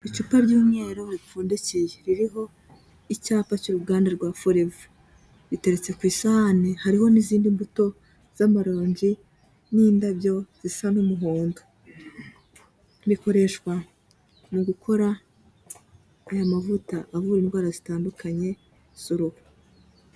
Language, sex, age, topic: Kinyarwanda, female, 18-24, health